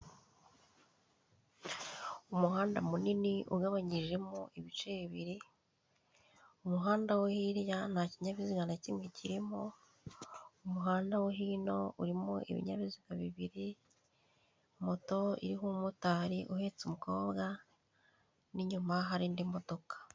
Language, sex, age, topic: Kinyarwanda, female, 36-49, government